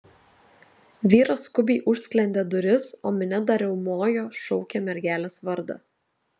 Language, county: Lithuanian, Telšiai